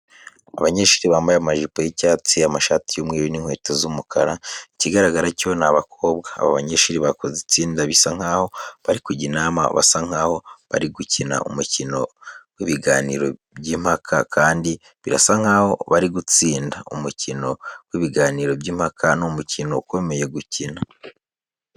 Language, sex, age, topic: Kinyarwanda, male, 18-24, education